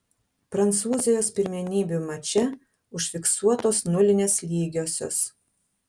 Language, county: Lithuanian, Kaunas